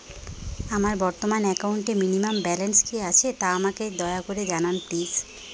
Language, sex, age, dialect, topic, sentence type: Bengali, female, 31-35, Jharkhandi, banking, statement